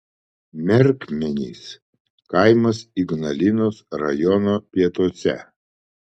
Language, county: Lithuanian, Vilnius